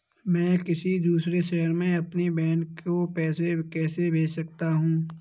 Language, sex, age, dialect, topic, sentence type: Hindi, male, 25-30, Kanauji Braj Bhasha, banking, question